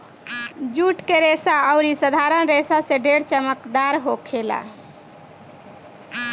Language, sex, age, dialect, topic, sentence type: Bhojpuri, female, 25-30, Southern / Standard, agriculture, statement